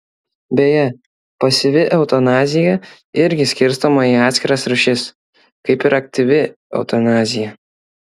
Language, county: Lithuanian, Kaunas